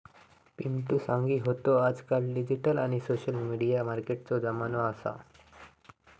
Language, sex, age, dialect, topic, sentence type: Marathi, male, 18-24, Southern Konkan, banking, statement